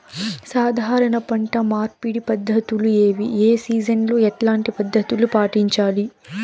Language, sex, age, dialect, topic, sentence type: Telugu, female, 18-24, Southern, agriculture, question